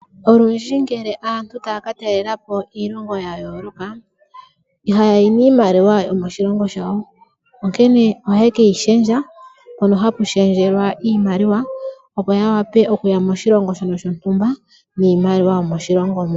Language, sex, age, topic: Oshiwambo, female, 18-24, finance